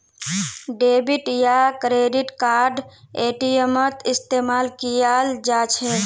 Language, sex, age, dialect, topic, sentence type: Magahi, female, 18-24, Northeastern/Surjapuri, banking, statement